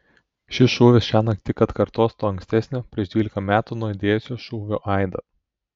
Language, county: Lithuanian, Telšiai